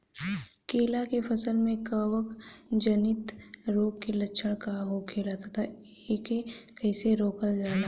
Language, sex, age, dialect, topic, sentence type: Bhojpuri, female, 18-24, Northern, agriculture, question